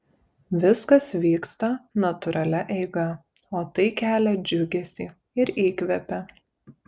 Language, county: Lithuanian, Kaunas